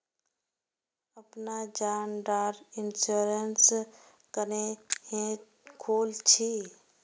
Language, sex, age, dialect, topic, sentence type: Magahi, female, 25-30, Northeastern/Surjapuri, banking, question